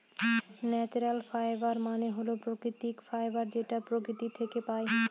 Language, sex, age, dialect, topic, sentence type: Bengali, female, 25-30, Northern/Varendri, agriculture, statement